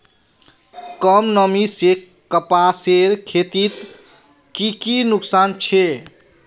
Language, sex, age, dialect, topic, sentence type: Magahi, male, 31-35, Northeastern/Surjapuri, agriculture, question